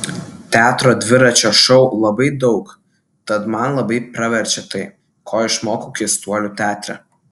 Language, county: Lithuanian, Klaipėda